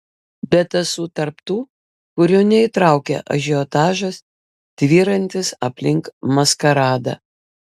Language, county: Lithuanian, Vilnius